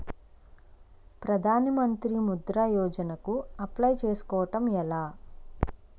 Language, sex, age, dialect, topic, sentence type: Telugu, female, 25-30, Utterandhra, banking, question